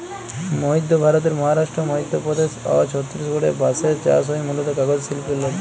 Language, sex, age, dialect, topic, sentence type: Bengali, male, 51-55, Jharkhandi, agriculture, statement